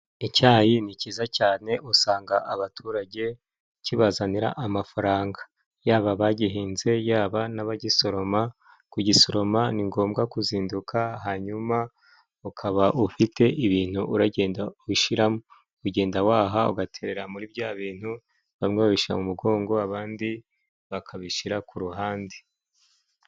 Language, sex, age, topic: Kinyarwanda, male, 36-49, agriculture